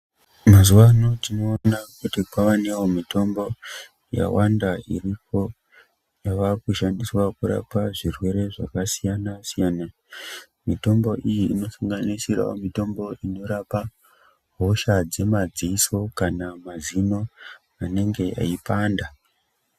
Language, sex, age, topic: Ndau, male, 25-35, health